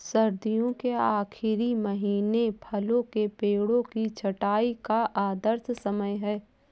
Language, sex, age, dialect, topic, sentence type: Hindi, female, 25-30, Awadhi Bundeli, agriculture, statement